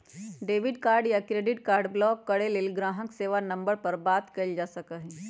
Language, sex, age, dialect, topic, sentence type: Magahi, female, 31-35, Western, banking, statement